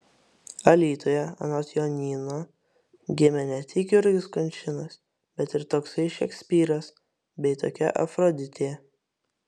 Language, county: Lithuanian, Vilnius